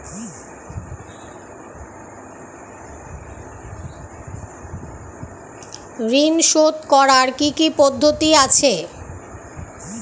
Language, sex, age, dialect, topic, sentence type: Bengali, female, 51-55, Standard Colloquial, banking, statement